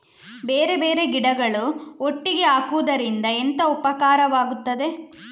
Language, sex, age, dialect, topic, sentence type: Kannada, female, 56-60, Coastal/Dakshin, agriculture, question